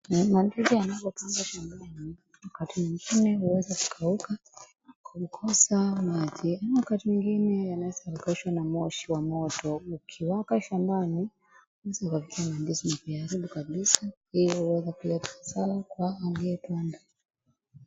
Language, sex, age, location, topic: Swahili, female, 25-35, Wajir, agriculture